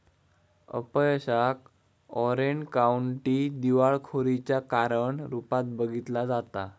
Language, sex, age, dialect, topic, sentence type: Marathi, male, 18-24, Southern Konkan, banking, statement